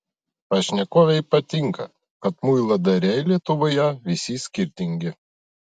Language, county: Lithuanian, Vilnius